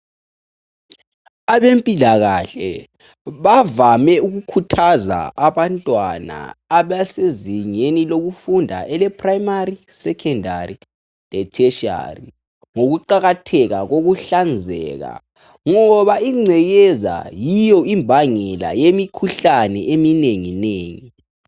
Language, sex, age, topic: North Ndebele, male, 18-24, education